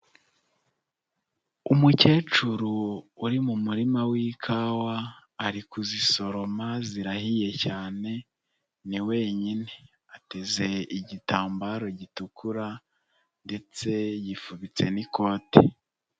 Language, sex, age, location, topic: Kinyarwanda, male, 25-35, Nyagatare, agriculture